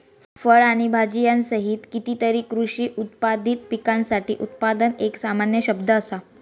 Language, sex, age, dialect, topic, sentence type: Marathi, female, 46-50, Southern Konkan, agriculture, statement